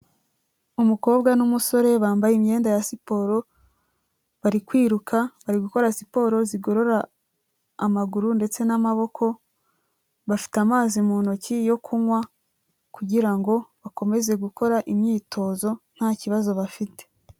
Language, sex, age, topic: Kinyarwanda, female, 25-35, health